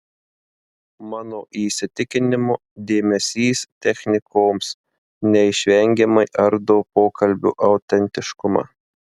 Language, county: Lithuanian, Marijampolė